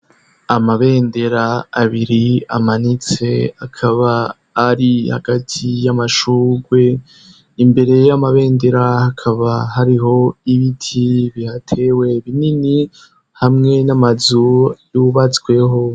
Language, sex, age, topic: Rundi, male, 18-24, education